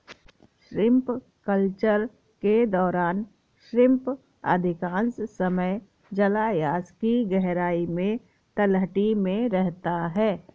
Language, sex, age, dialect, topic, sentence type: Hindi, female, 51-55, Awadhi Bundeli, agriculture, statement